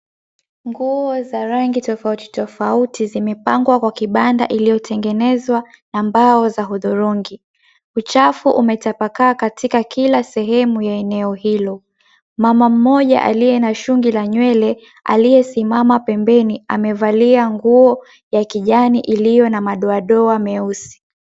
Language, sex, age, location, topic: Swahili, female, 18-24, Mombasa, finance